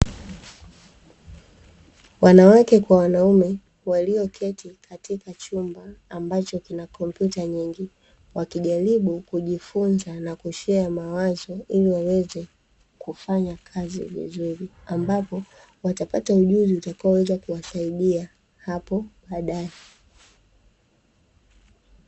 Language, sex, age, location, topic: Swahili, female, 25-35, Dar es Salaam, education